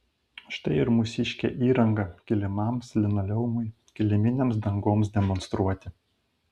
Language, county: Lithuanian, Panevėžys